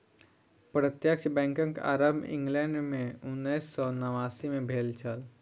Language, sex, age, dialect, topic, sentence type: Maithili, female, 60-100, Southern/Standard, banking, statement